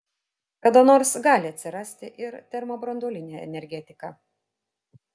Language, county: Lithuanian, Vilnius